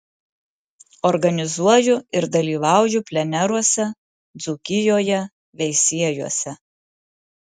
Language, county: Lithuanian, Marijampolė